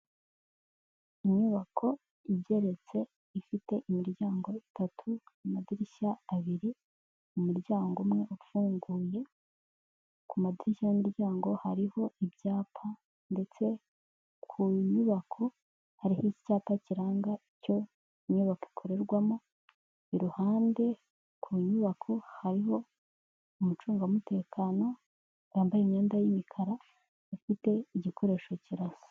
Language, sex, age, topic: Kinyarwanda, female, 18-24, finance